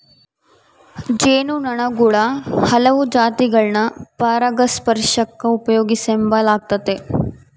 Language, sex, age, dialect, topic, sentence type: Kannada, female, 60-100, Central, agriculture, statement